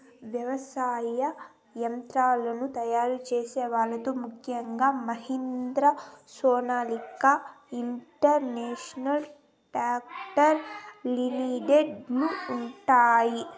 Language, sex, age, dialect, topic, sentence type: Telugu, female, 18-24, Southern, agriculture, statement